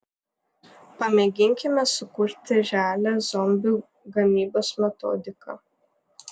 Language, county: Lithuanian, Vilnius